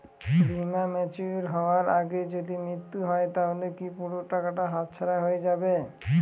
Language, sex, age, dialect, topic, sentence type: Bengali, male, 25-30, Northern/Varendri, banking, question